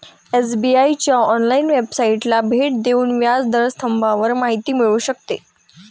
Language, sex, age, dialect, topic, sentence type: Marathi, female, 18-24, Varhadi, banking, statement